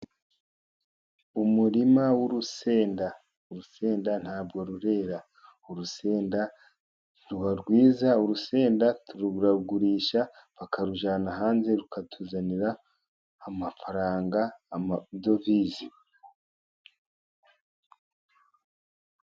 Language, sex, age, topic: Kinyarwanda, male, 50+, agriculture